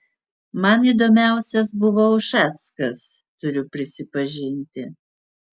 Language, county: Lithuanian, Utena